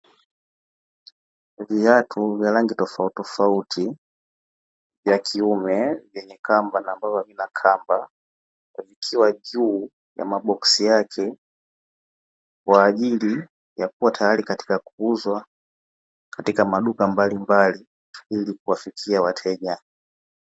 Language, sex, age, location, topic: Swahili, male, 18-24, Dar es Salaam, finance